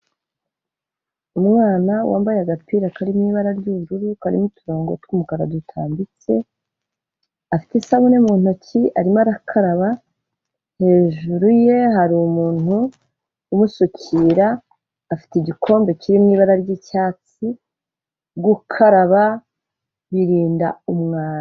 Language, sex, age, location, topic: Kinyarwanda, female, 36-49, Kigali, health